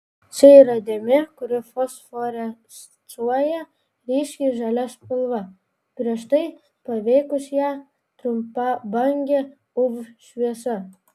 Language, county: Lithuanian, Vilnius